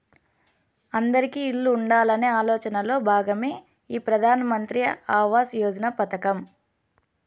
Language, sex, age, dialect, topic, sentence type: Telugu, female, 18-24, Southern, banking, statement